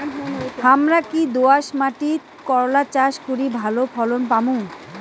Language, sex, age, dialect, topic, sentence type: Bengali, female, 18-24, Rajbangshi, agriculture, question